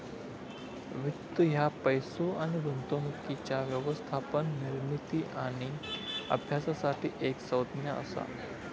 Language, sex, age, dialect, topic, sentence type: Marathi, male, 25-30, Southern Konkan, banking, statement